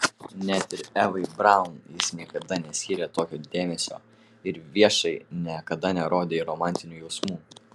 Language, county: Lithuanian, Kaunas